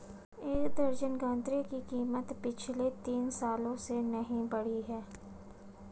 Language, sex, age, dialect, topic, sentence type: Hindi, female, 25-30, Marwari Dhudhari, agriculture, statement